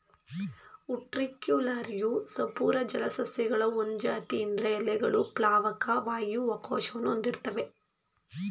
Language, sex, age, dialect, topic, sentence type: Kannada, female, 31-35, Mysore Kannada, agriculture, statement